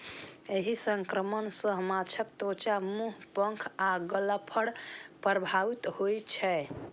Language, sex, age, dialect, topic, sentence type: Maithili, female, 25-30, Eastern / Thethi, agriculture, statement